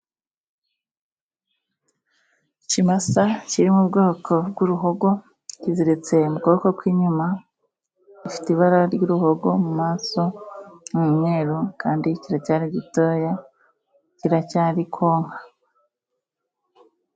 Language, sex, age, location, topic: Kinyarwanda, female, 25-35, Musanze, agriculture